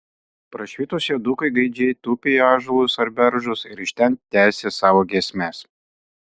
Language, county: Lithuanian, Kaunas